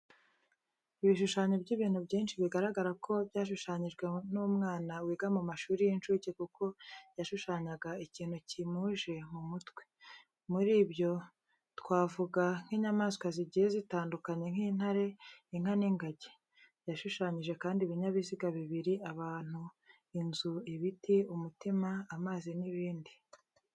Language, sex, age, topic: Kinyarwanda, female, 36-49, education